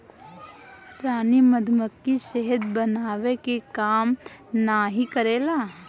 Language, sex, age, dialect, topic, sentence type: Bhojpuri, female, 18-24, Northern, agriculture, statement